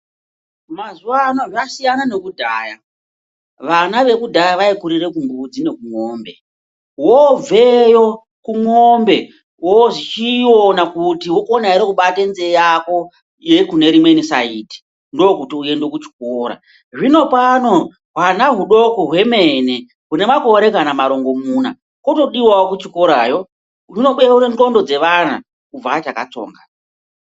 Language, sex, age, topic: Ndau, female, 36-49, education